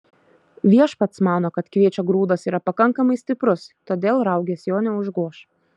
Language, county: Lithuanian, Šiauliai